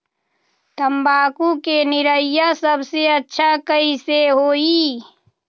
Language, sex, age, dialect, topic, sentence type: Magahi, female, 36-40, Western, agriculture, question